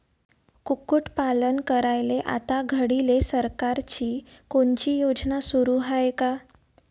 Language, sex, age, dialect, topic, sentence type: Marathi, male, 18-24, Varhadi, agriculture, question